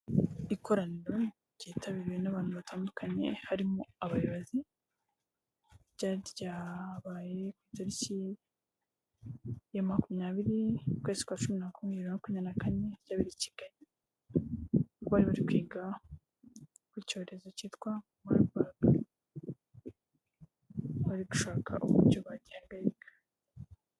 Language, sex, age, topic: Kinyarwanda, female, 18-24, health